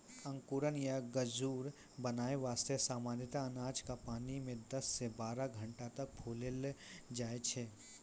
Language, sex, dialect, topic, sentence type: Maithili, male, Angika, agriculture, statement